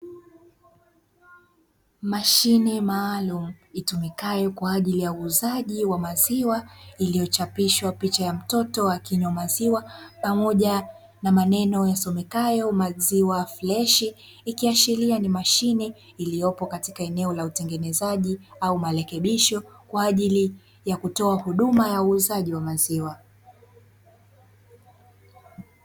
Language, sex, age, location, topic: Swahili, female, 25-35, Dar es Salaam, finance